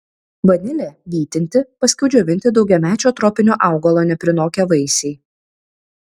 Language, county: Lithuanian, Kaunas